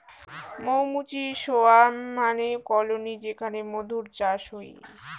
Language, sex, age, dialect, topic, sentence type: Bengali, female, 18-24, Rajbangshi, agriculture, statement